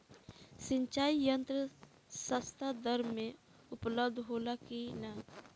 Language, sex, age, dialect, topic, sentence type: Bhojpuri, female, 18-24, Southern / Standard, agriculture, question